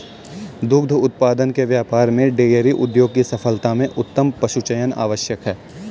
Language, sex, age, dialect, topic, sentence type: Hindi, male, 18-24, Kanauji Braj Bhasha, agriculture, statement